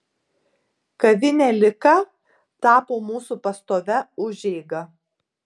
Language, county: Lithuanian, Tauragė